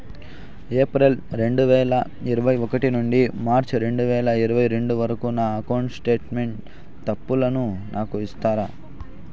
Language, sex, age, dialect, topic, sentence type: Telugu, male, 18-24, Southern, banking, question